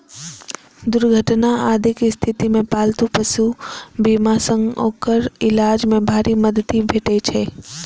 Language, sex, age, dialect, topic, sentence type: Maithili, male, 25-30, Eastern / Thethi, banking, statement